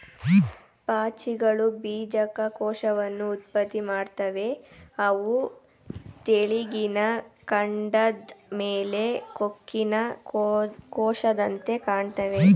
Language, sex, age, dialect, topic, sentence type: Kannada, male, 36-40, Mysore Kannada, agriculture, statement